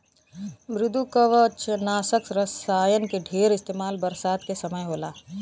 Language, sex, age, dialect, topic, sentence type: Bhojpuri, female, 25-30, Western, agriculture, statement